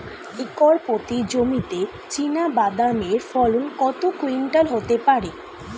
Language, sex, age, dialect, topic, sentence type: Bengali, female, 18-24, Standard Colloquial, agriculture, question